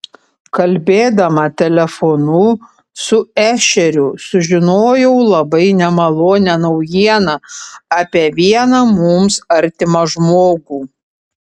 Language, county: Lithuanian, Panevėžys